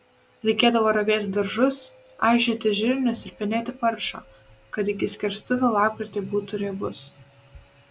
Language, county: Lithuanian, Šiauliai